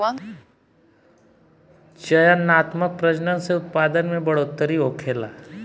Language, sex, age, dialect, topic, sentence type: Bhojpuri, male, 18-24, Southern / Standard, agriculture, statement